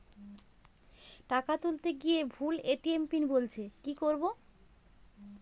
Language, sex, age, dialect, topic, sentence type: Bengali, female, 36-40, Rajbangshi, banking, question